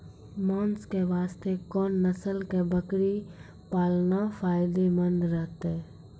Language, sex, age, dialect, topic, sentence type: Maithili, female, 18-24, Angika, agriculture, question